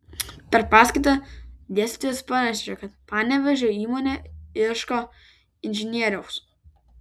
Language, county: Lithuanian, Vilnius